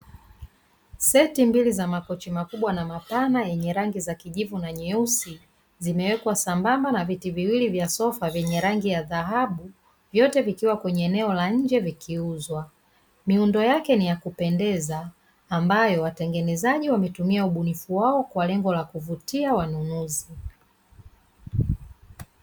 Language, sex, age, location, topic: Swahili, female, 36-49, Dar es Salaam, finance